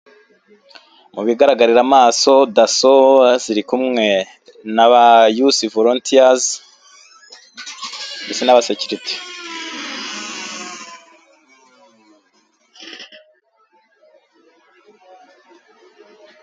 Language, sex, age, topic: Kinyarwanda, male, 25-35, government